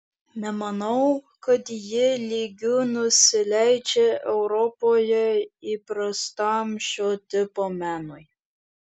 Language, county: Lithuanian, Šiauliai